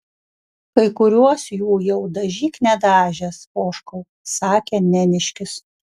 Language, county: Lithuanian, Kaunas